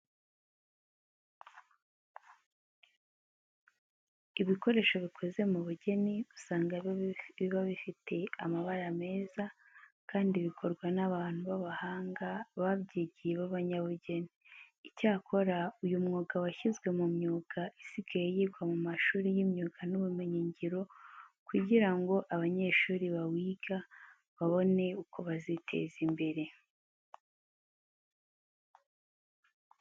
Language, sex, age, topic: Kinyarwanda, female, 25-35, education